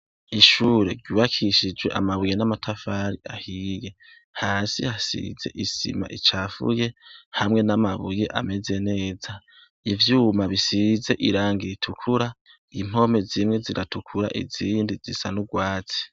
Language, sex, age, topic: Rundi, male, 18-24, education